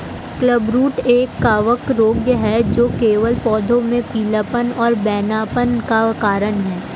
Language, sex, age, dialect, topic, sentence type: Hindi, male, 18-24, Marwari Dhudhari, agriculture, statement